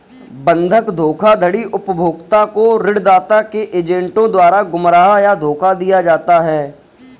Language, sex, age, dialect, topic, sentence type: Hindi, male, 18-24, Kanauji Braj Bhasha, banking, statement